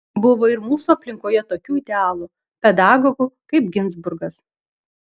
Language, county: Lithuanian, Šiauliai